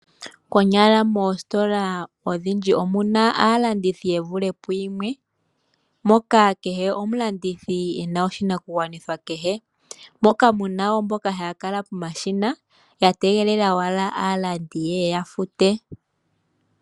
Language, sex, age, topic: Oshiwambo, female, 18-24, finance